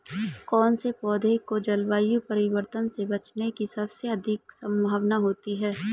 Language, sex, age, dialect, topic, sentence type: Hindi, male, 25-30, Hindustani Malvi Khadi Boli, agriculture, question